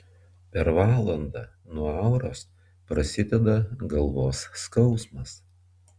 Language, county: Lithuanian, Vilnius